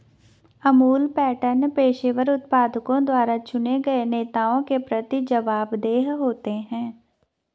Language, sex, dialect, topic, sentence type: Hindi, female, Garhwali, agriculture, statement